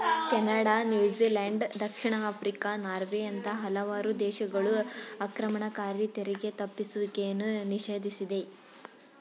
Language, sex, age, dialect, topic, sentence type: Kannada, female, 18-24, Mysore Kannada, banking, statement